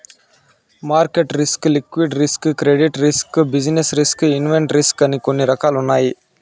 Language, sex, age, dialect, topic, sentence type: Telugu, male, 60-100, Southern, banking, statement